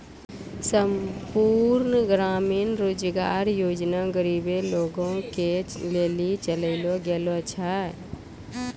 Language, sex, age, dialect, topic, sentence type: Maithili, female, 25-30, Angika, banking, statement